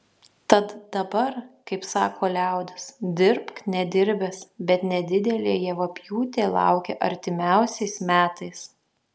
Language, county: Lithuanian, Šiauliai